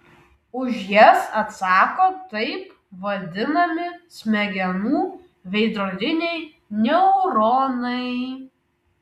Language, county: Lithuanian, Kaunas